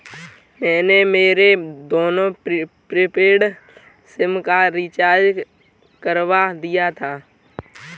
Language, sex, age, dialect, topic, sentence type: Hindi, female, 18-24, Kanauji Braj Bhasha, banking, statement